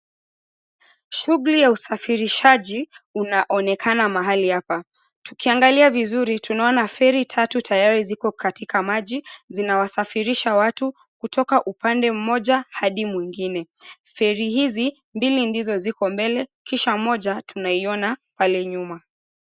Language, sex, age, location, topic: Swahili, female, 25-35, Mombasa, government